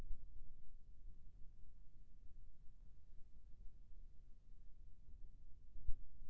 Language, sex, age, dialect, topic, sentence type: Chhattisgarhi, male, 56-60, Eastern, banking, question